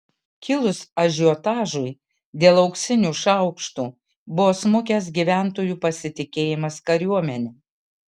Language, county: Lithuanian, Kaunas